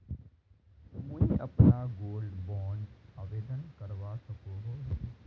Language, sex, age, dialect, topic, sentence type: Magahi, male, 18-24, Northeastern/Surjapuri, banking, question